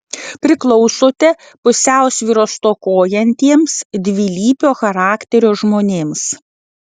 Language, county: Lithuanian, Vilnius